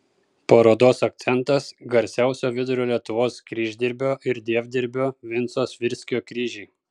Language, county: Lithuanian, Kaunas